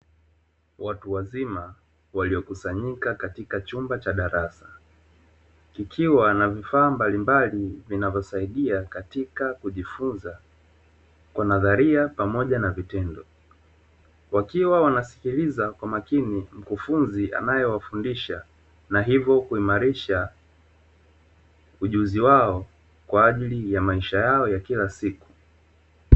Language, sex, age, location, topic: Swahili, male, 25-35, Dar es Salaam, education